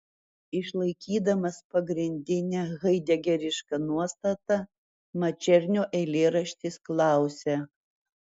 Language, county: Lithuanian, Vilnius